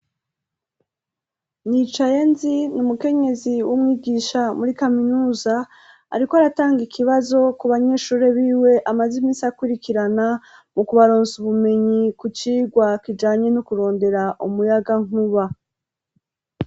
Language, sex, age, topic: Rundi, female, 36-49, education